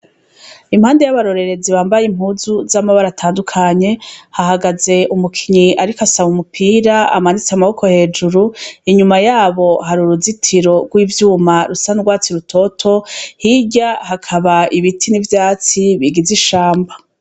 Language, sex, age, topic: Rundi, female, 36-49, education